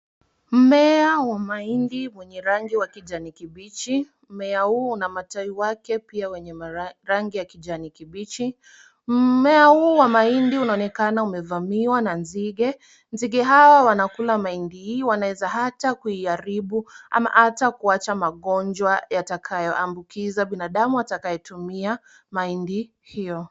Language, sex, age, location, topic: Swahili, female, 18-24, Kisumu, health